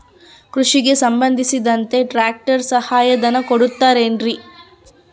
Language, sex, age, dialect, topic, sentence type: Kannada, female, 31-35, Central, agriculture, question